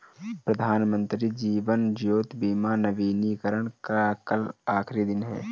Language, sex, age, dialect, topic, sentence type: Hindi, male, 18-24, Marwari Dhudhari, banking, statement